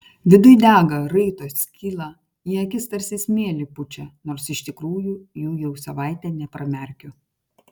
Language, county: Lithuanian, Kaunas